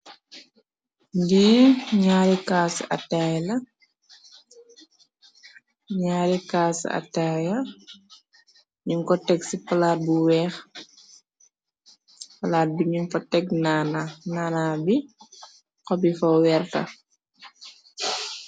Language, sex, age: Wolof, female, 18-24